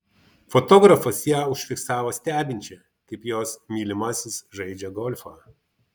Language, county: Lithuanian, Vilnius